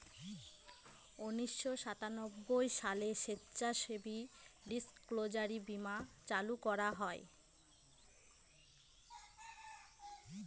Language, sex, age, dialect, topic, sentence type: Bengali, female, 25-30, Northern/Varendri, banking, statement